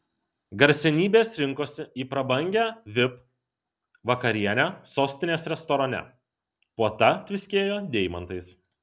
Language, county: Lithuanian, Kaunas